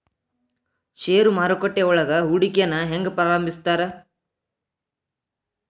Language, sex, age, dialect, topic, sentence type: Kannada, male, 46-50, Dharwad Kannada, banking, statement